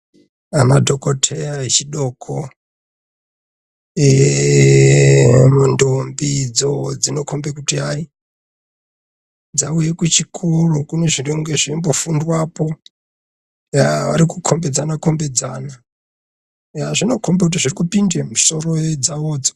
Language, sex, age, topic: Ndau, male, 36-49, health